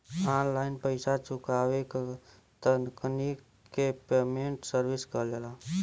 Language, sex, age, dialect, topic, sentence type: Bhojpuri, male, 18-24, Western, banking, statement